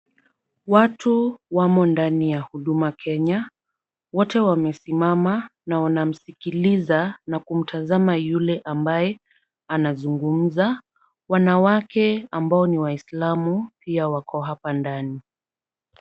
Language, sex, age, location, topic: Swahili, female, 36-49, Kisumu, government